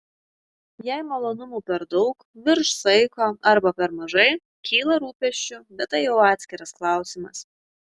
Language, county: Lithuanian, Šiauliai